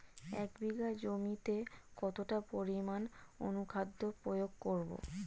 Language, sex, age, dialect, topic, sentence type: Bengali, female, 25-30, Standard Colloquial, agriculture, question